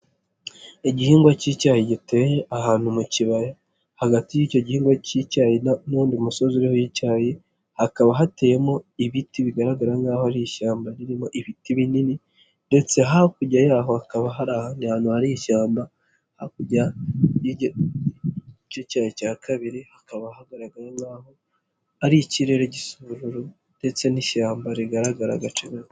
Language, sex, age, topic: Kinyarwanda, male, 25-35, agriculture